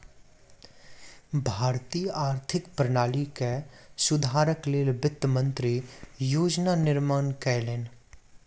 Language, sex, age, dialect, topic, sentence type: Maithili, male, 25-30, Southern/Standard, banking, statement